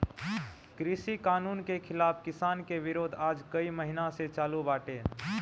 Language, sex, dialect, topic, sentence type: Bhojpuri, male, Northern, agriculture, statement